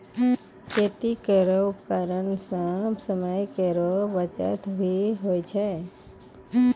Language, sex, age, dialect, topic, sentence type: Maithili, female, 25-30, Angika, agriculture, statement